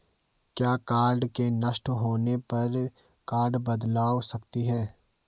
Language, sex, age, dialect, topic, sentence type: Hindi, male, 18-24, Garhwali, banking, statement